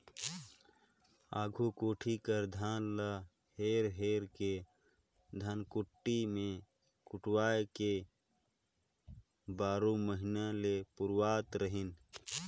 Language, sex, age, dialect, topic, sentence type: Chhattisgarhi, male, 25-30, Northern/Bhandar, agriculture, statement